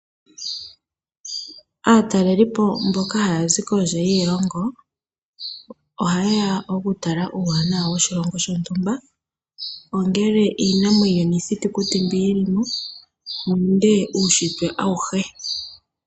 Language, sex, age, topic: Oshiwambo, female, 18-24, agriculture